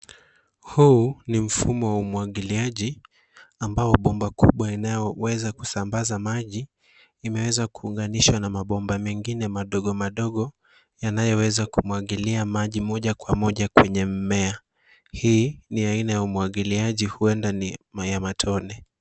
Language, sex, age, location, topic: Swahili, male, 25-35, Nairobi, agriculture